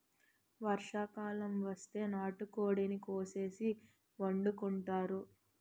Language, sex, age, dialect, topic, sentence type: Telugu, female, 18-24, Utterandhra, agriculture, statement